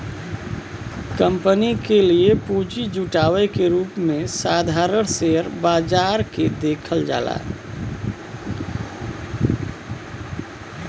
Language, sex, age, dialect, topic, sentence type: Bhojpuri, male, 41-45, Western, banking, statement